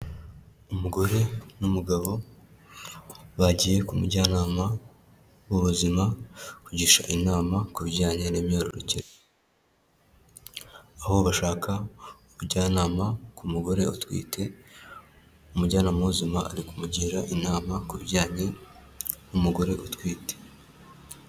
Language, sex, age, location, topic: Kinyarwanda, male, 18-24, Kigali, health